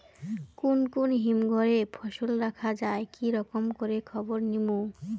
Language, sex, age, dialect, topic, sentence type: Bengali, female, 18-24, Rajbangshi, agriculture, question